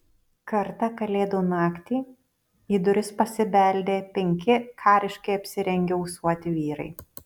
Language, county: Lithuanian, Marijampolė